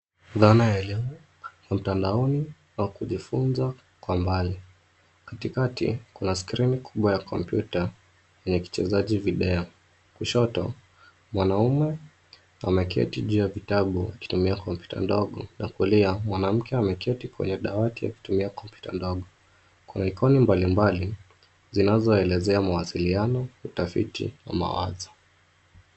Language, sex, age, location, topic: Swahili, male, 25-35, Nairobi, education